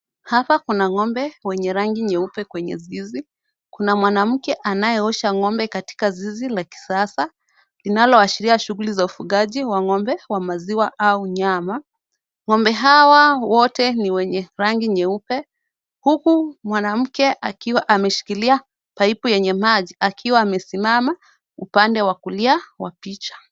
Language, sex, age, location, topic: Swahili, female, 18-24, Kisumu, agriculture